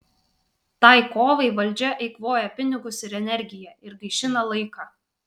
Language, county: Lithuanian, Vilnius